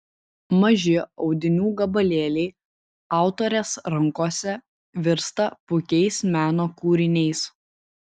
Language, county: Lithuanian, Vilnius